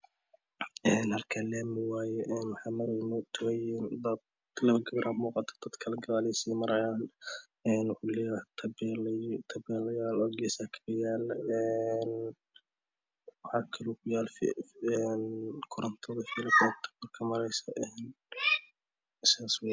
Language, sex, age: Somali, male, 18-24